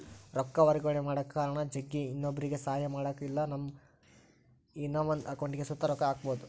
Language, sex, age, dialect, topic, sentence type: Kannada, male, 41-45, Central, banking, statement